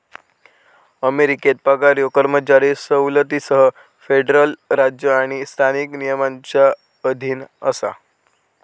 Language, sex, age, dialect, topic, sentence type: Marathi, male, 18-24, Southern Konkan, banking, statement